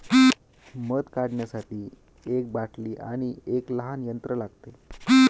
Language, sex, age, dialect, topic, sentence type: Marathi, male, 25-30, Northern Konkan, agriculture, statement